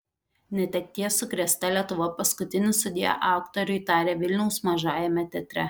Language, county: Lithuanian, Telšiai